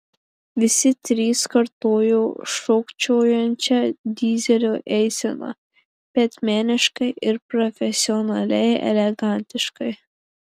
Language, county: Lithuanian, Marijampolė